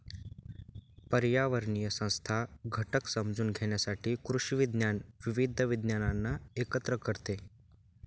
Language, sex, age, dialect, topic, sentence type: Marathi, male, 18-24, Northern Konkan, agriculture, statement